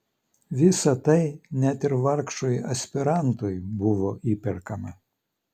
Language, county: Lithuanian, Vilnius